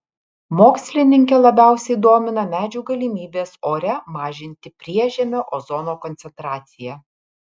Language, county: Lithuanian, Kaunas